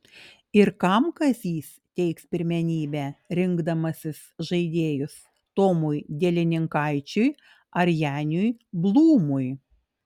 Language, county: Lithuanian, Klaipėda